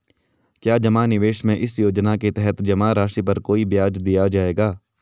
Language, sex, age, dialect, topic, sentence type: Hindi, male, 18-24, Marwari Dhudhari, banking, question